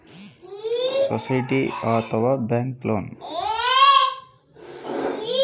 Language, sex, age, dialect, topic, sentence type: Kannada, male, 36-40, Central, agriculture, question